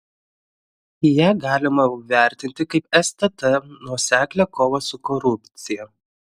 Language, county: Lithuanian, Klaipėda